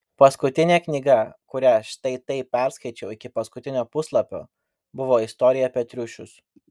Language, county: Lithuanian, Vilnius